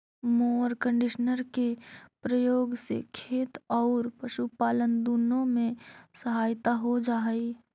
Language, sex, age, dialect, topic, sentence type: Magahi, female, 18-24, Central/Standard, banking, statement